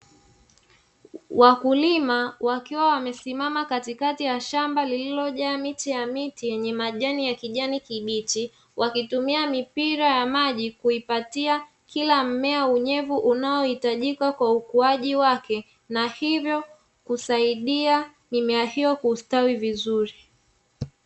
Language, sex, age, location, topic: Swahili, female, 25-35, Dar es Salaam, agriculture